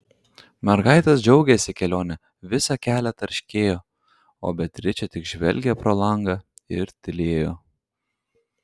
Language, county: Lithuanian, Klaipėda